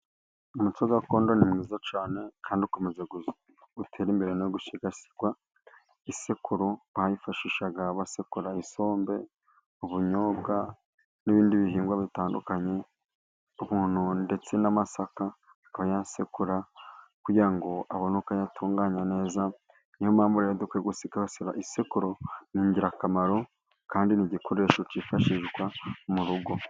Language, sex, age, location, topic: Kinyarwanda, male, 25-35, Burera, government